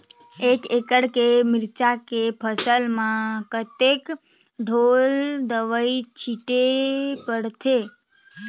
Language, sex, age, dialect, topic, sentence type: Chhattisgarhi, female, 18-24, Northern/Bhandar, agriculture, question